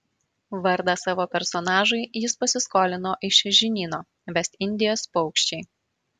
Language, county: Lithuanian, Marijampolė